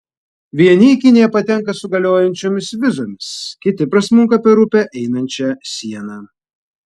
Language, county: Lithuanian, Vilnius